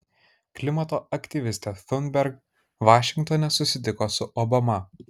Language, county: Lithuanian, Kaunas